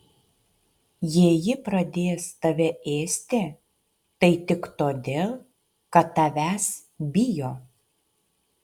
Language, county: Lithuanian, Utena